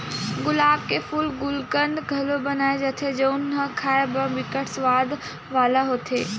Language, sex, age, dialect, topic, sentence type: Chhattisgarhi, female, 18-24, Western/Budati/Khatahi, agriculture, statement